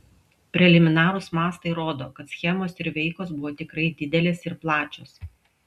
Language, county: Lithuanian, Klaipėda